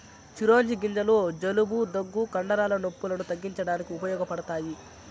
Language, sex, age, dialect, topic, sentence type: Telugu, male, 41-45, Southern, agriculture, statement